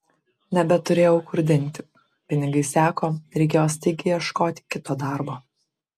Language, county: Lithuanian, Kaunas